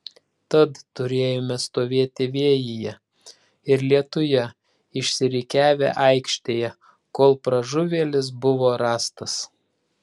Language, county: Lithuanian, Klaipėda